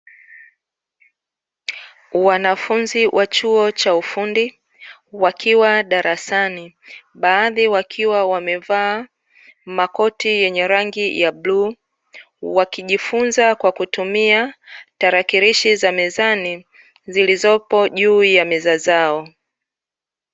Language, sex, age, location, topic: Swahili, female, 36-49, Dar es Salaam, education